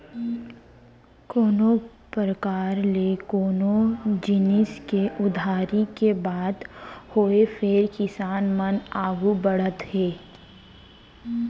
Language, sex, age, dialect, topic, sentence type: Chhattisgarhi, female, 60-100, Central, banking, statement